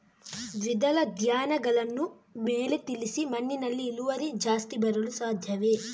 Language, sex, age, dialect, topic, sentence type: Kannada, female, 56-60, Coastal/Dakshin, agriculture, question